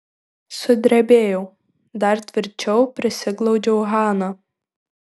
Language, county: Lithuanian, Šiauliai